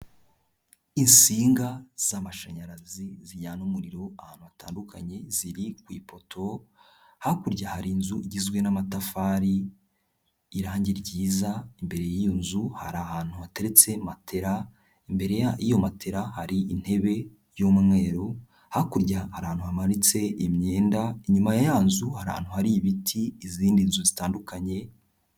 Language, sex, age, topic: Kinyarwanda, male, 18-24, government